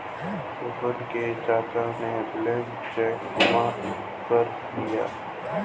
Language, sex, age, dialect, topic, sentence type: Hindi, male, 25-30, Marwari Dhudhari, banking, statement